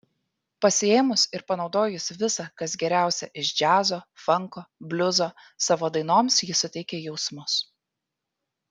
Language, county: Lithuanian, Vilnius